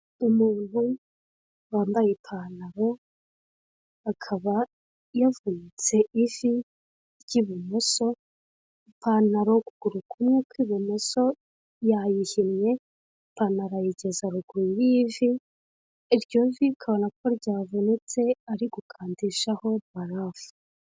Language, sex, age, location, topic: Kinyarwanda, female, 25-35, Kigali, health